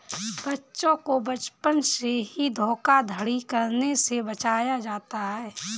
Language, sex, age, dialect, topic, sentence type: Hindi, female, 25-30, Kanauji Braj Bhasha, banking, statement